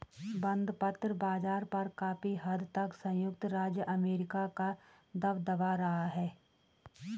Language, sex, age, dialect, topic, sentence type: Hindi, female, 36-40, Garhwali, banking, statement